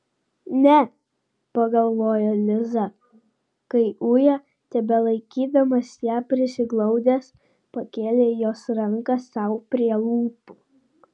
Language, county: Lithuanian, Vilnius